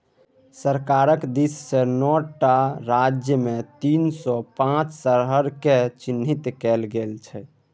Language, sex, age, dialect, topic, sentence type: Maithili, male, 18-24, Bajjika, banking, statement